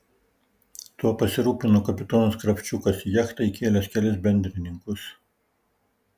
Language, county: Lithuanian, Marijampolė